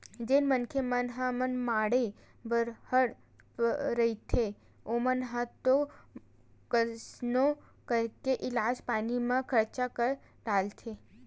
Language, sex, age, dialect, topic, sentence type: Chhattisgarhi, female, 18-24, Western/Budati/Khatahi, banking, statement